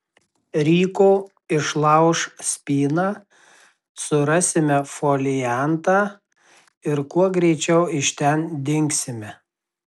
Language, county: Lithuanian, Tauragė